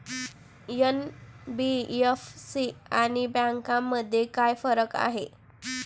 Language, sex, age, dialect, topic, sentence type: Marathi, female, 25-30, Standard Marathi, banking, question